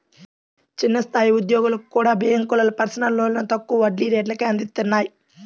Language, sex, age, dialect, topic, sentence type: Telugu, male, 18-24, Central/Coastal, banking, statement